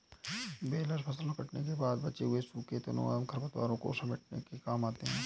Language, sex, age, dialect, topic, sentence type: Hindi, male, 18-24, Awadhi Bundeli, agriculture, statement